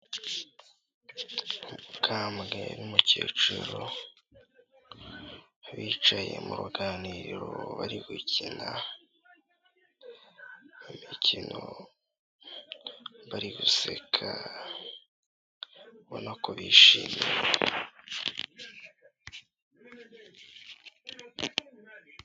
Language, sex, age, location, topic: Kinyarwanda, male, 18-24, Kigali, health